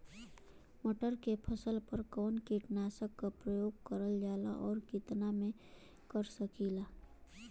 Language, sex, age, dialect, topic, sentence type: Bhojpuri, female, 25-30, Western, agriculture, question